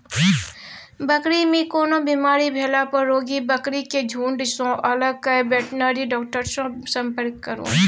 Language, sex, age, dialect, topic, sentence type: Maithili, female, 25-30, Bajjika, agriculture, statement